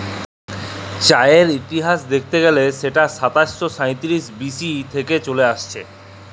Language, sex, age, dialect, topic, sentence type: Bengali, male, 25-30, Jharkhandi, agriculture, statement